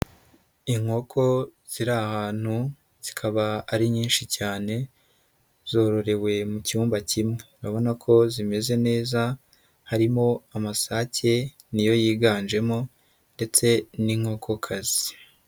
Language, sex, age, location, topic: Kinyarwanda, male, 50+, Nyagatare, agriculture